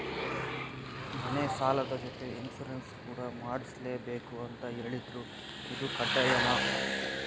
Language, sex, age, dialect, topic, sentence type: Kannada, male, 51-55, Central, banking, question